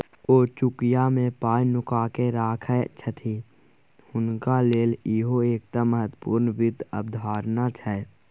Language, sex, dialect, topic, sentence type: Maithili, male, Bajjika, banking, statement